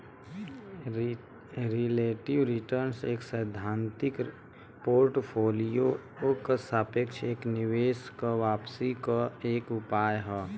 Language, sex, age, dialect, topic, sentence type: Bhojpuri, female, 31-35, Western, banking, statement